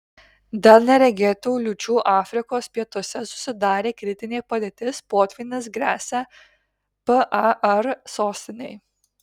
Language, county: Lithuanian, Kaunas